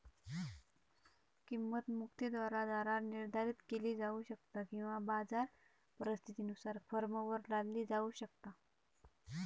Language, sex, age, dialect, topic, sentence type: Marathi, male, 31-35, Southern Konkan, banking, statement